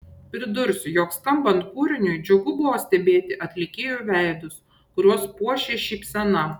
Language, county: Lithuanian, Šiauliai